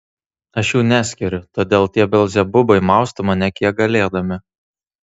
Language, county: Lithuanian, Tauragė